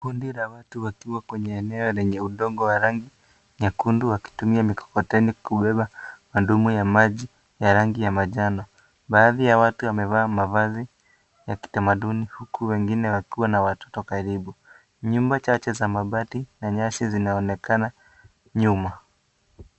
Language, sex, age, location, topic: Swahili, male, 25-35, Kisii, health